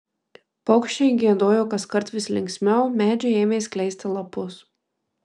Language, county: Lithuanian, Marijampolė